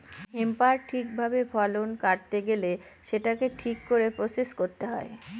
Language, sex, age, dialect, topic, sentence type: Bengali, female, 18-24, Northern/Varendri, agriculture, statement